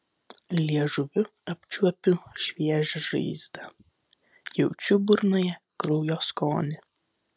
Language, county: Lithuanian, Vilnius